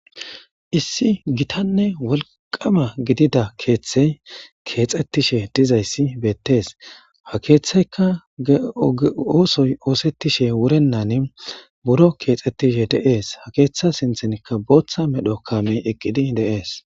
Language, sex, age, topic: Gamo, male, 18-24, government